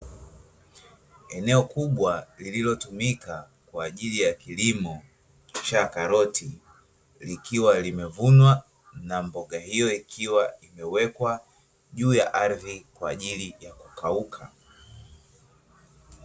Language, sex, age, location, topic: Swahili, male, 25-35, Dar es Salaam, agriculture